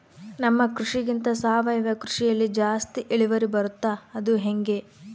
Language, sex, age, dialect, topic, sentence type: Kannada, female, 25-30, Central, agriculture, question